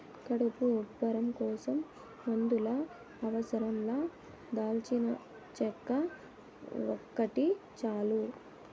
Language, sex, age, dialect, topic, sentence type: Telugu, male, 18-24, Southern, agriculture, statement